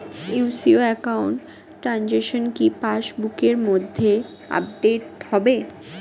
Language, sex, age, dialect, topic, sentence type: Bengali, female, 60-100, Standard Colloquial, banking, question